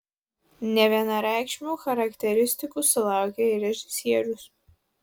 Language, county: Lithuanian, Vilnius